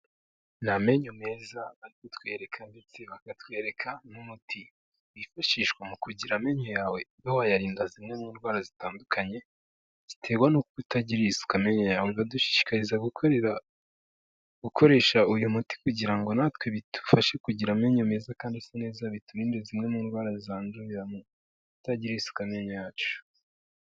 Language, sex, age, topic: Kinyarwanda, male, 18-24, health